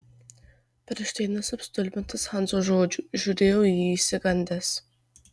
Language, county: Lithuanian, Marijampolė